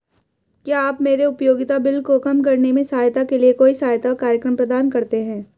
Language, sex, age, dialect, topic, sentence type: Hindi, female, 18-24, Hindustani Malvi Khadi Boli, banking, question